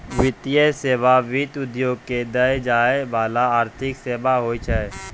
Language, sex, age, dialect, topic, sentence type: Maithili, male, 18-24, Angika, banking, statement